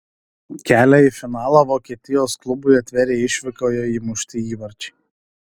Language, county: Lithuanian, Alytus